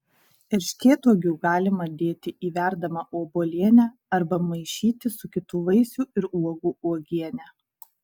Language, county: Lithuanian, Kaunas